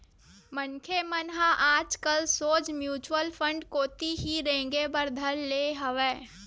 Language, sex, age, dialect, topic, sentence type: Chhattisgarhi, female, 18-24, Western/Budati/Khatahi, banking, statement